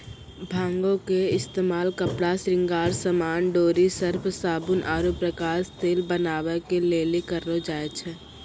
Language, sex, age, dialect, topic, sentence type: Maithili, male, 25-30, Angika, agriculture, statement